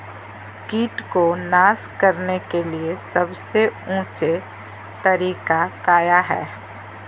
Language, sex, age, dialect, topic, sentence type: Magahi, female, 31-35, Southern, agriculture, question